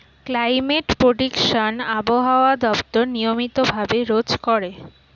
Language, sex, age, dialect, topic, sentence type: Bengali, female, 18-24, Standard Colloquial, agriculture, statement